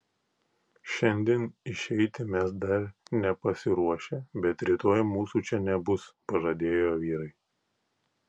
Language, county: Lithuanian, Klaipėda